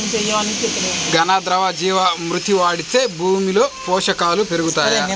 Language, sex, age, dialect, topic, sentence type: Telugu, male, 25-30, Central/Coastal, agriculture, question